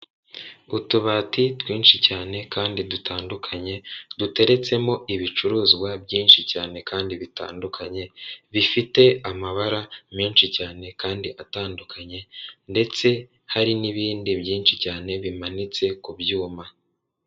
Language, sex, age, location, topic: Kinyarwanda, male, 36-49, Kigali, finance